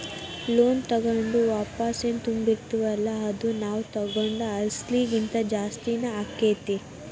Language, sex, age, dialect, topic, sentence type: Kannada, female, 18-24, Dharwad Kannada, banking, statement